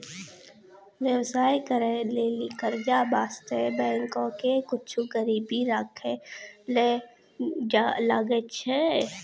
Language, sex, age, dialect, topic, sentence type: Maithili, female, 36-40, Angika, banking, statement